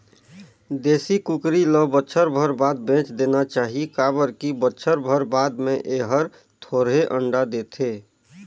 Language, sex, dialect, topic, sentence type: Chhattisgarhi, male, Northern/Bhandar, agriculture, statement